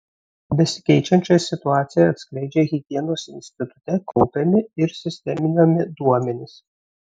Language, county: Lithuanian, Vilnius